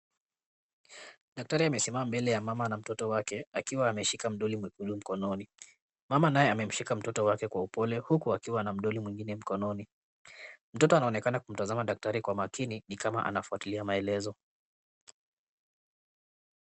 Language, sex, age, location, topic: Swahili, male, 18-24, Kisumu, health